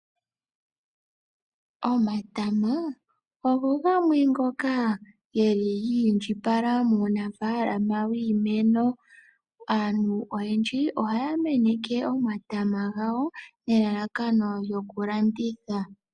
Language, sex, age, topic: Oshiwambo, female, 18-24, agriculture